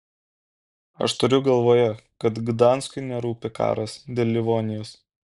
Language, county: Lithuanian, Kaunas